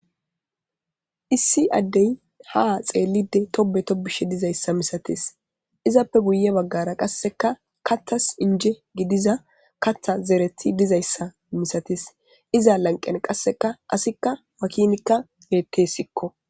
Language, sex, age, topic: Gamo, female, 25-35, government